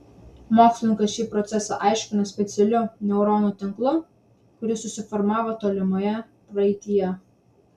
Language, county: Lithuanian, Vilnius